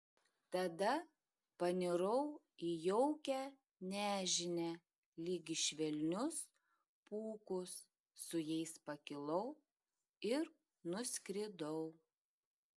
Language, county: Lithuanian, Šiauliai